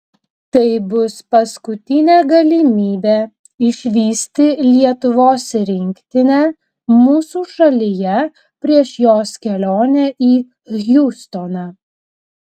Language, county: Lithuanian, Vilnius